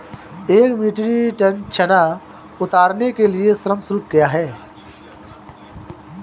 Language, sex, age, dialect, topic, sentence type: Hindi, male, 25-30, Awadhi Bundeli, agriculture, question